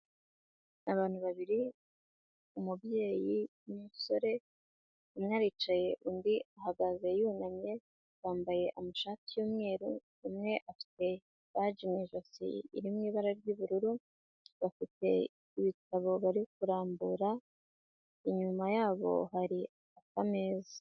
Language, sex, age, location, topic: Kinyarwanda, female, 25-35, Nyagatare, health